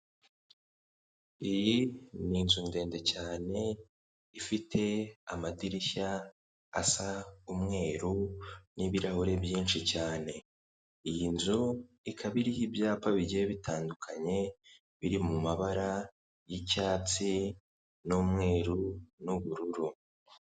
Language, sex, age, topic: Kinyarwanda, male, 25-35, finance